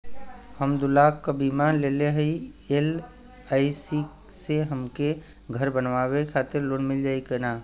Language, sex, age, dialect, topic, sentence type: Bhojpuri, male, 25-30, Western, banking, question